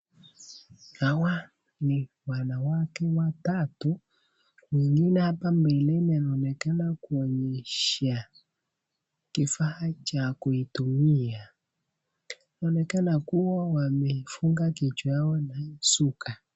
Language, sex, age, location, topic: Swahili, male, 18-24, Nakuru, health